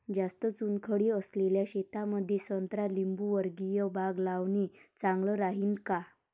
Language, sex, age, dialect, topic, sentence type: Marathi, female, 25-30, Varhadi, agriculture, question